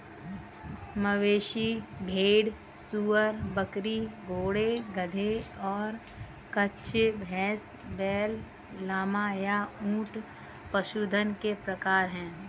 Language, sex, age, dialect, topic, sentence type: Hindi, female, 18-24, Kanauji Braj Bhasha, agriculture, statement